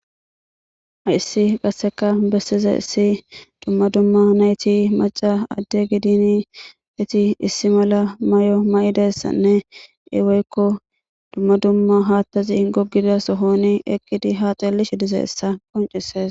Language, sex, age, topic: Gamo, female, 18-24, government